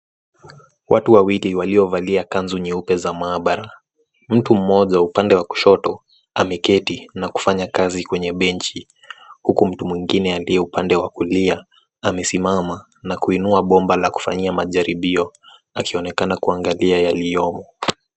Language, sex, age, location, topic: Swahili, male, 18-24, Nairobi, government